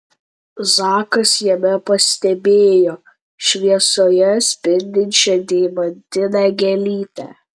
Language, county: Lithuanian, Tauragė